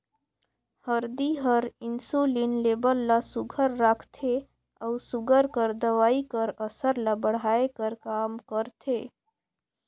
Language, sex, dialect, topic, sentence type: Chhattisgarhi, female, Northern/Bhandar, agriculture, statement